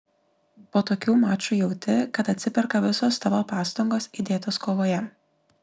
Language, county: Lithuanian, Klaipėda